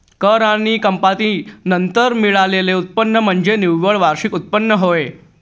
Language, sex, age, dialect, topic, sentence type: Marathi, male, 36-40, Northern Konkan, banking, statement